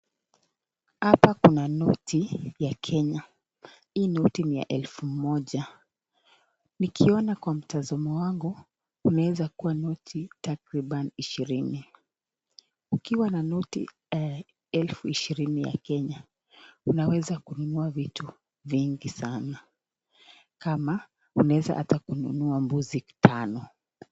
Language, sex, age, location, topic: Swahili, female, 36-49, Nakuru, finance